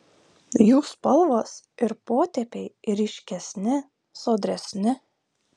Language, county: Lithuanian, Vilnius